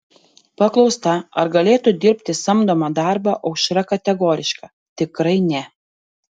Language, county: Lithuanian, Panevėžys